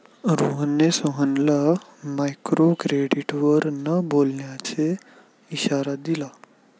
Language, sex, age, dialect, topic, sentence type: Marathi, male, 18-24, Standard Marathi, banking, statement